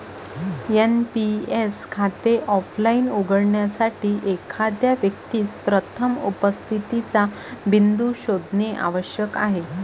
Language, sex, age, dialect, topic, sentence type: Marathi, female, 25-30, Varhadi, banking, statement